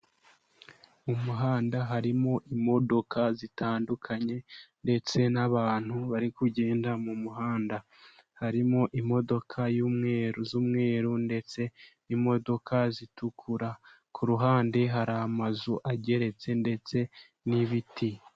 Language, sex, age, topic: Kinyarwanda, male, 18-24, government